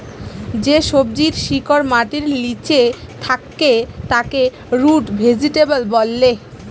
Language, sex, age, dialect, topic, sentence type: Bengali, female, 36-40, Jharkhandi, agriculture, statement